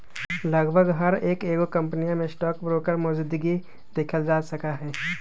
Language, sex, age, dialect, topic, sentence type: Magahi, male, 18-24, Western, banking, statement